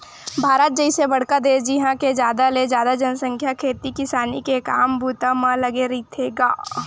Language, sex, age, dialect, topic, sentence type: Chhattisgarhi, female, 18-24, Western/Budati/Khatahi, banking, statement